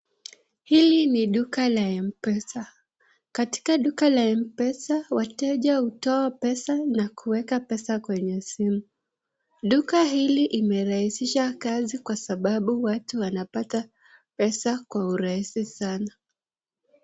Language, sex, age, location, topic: Swahili, female, 25-35, Nakuru, finance